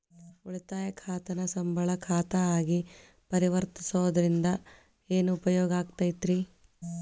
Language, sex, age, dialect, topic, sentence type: Kannada, female, 25-30, Dharwad Kannada, banking, statement